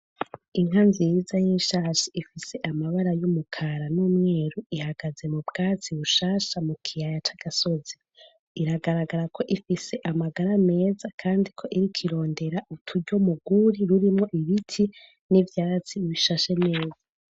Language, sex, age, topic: Rundi, female, 18-24, agriculture